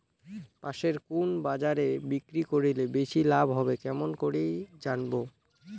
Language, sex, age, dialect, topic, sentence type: Bengali, male, <18, Rajbangshi, agriculture, question